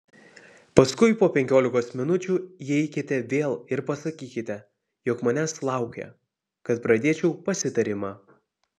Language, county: Lithuanian, Vilnius